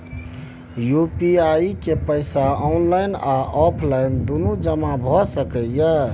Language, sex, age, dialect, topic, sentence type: Maithili, male, 25-30, Bajjika, banking, question